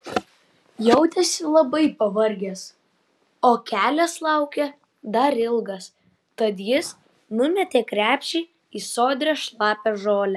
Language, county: Lithuanian, Vilnius